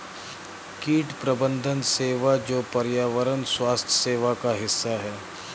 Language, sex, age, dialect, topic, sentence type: Hindi, male, 31-35, Awadhi Bundeli, agriculture, statement